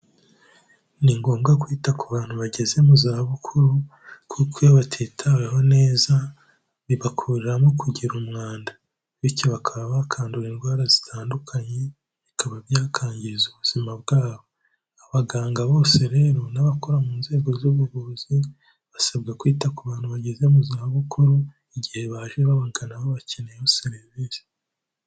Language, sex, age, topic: Kinyarwanda, male, 18-24, health